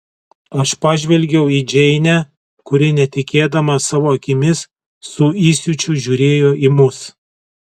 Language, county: Lithuanian, Telšiai